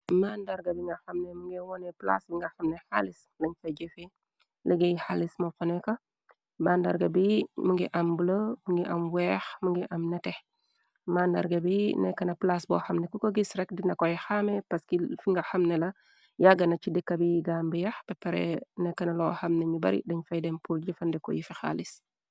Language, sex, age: Wolof, female, 36-49